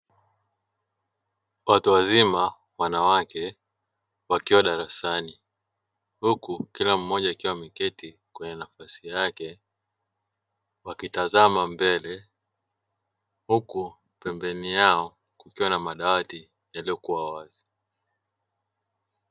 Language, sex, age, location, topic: Swahili, male, 18-24, Dar es Salaam, education